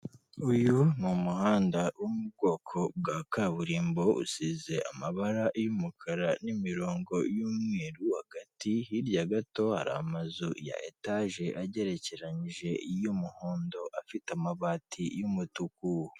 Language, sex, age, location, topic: Kinyarwanda, female, 18-24, Kigali, government